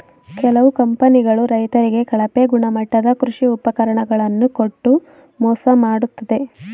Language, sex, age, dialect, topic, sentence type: Kannada, female, 18-24, Mysore Kannada, agriculture, statement